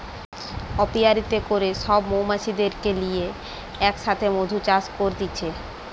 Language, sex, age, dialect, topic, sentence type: Bengali, male, 25-30, Western, agriculture, statement